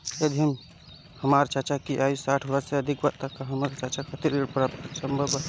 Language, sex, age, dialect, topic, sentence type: Bhojpuri, female, 25-30, Northern, banking, statement